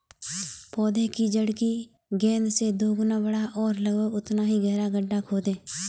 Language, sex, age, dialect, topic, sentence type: Hindi, female, 18-24, Kanauji Braj Bhasha, agriculture, statement